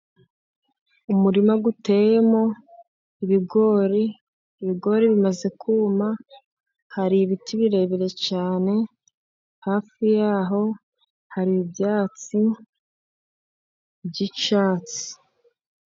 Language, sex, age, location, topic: Kinyarwanda, female, 25-35, Musanze, agriculture